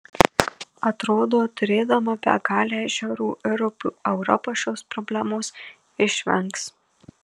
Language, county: Lithuanian, Marijampolė